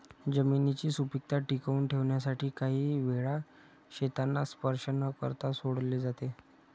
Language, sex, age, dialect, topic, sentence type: Marathi, male, 46-50, Standard Marathi, agriculture, statement